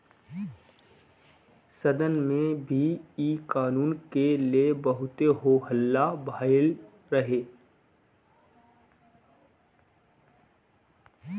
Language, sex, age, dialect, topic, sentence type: Bhojpuri, male, 18-24, Northern, agriculture, statement